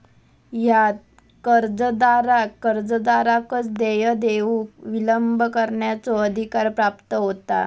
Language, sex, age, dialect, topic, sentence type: Marathi, female, 18-24, Southern Konkan, banking, statement